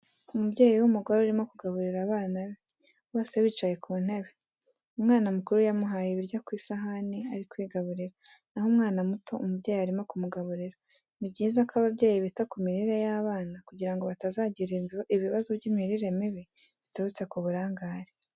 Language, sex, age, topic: Kinyarwanda, female, 18-24, education